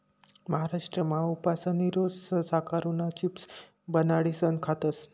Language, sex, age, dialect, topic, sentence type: Marathi, male, 18-24, Northern Konkan, agriculture, statement